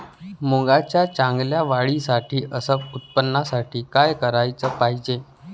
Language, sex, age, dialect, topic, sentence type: Marathi, male, 25-30, Varhadi, agriculture, question